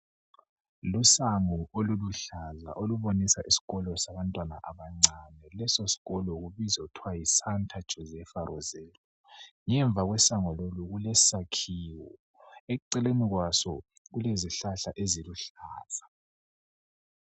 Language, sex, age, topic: North Ndebele, male, 18-24, education